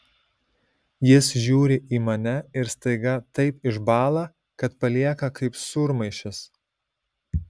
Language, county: Lithuanian, Šiauliai